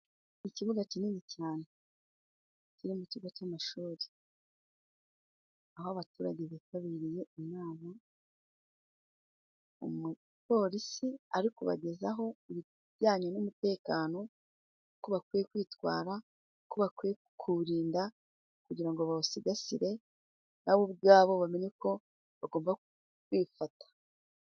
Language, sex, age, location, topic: Kinyarwanda, female, 36-49, Musanze, government